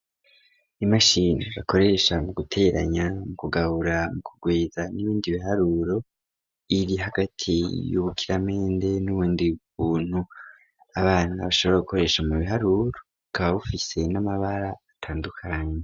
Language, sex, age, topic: Rundi, male, 18-24, education